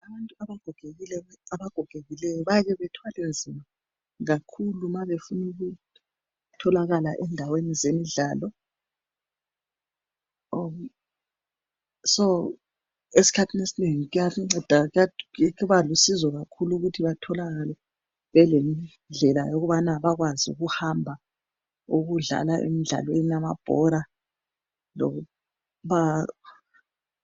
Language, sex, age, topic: North Ndebele, male, 25-35, health